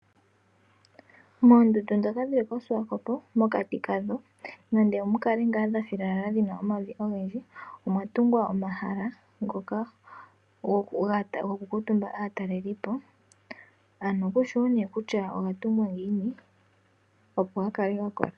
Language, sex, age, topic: Oshiwambo, female, 18-24, agriculture